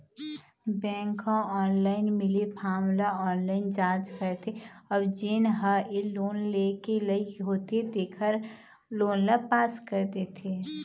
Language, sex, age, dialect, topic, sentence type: Chhattisgarhi, female, 18-24, Eastern, banking, statement